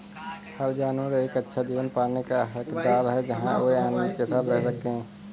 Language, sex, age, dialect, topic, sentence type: Hindi, male, 18-24, Kanauji Braj Bhasha, agriculture, statement